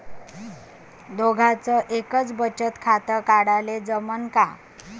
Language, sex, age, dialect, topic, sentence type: Marathi, female, 31-35, Varhadi, banking, question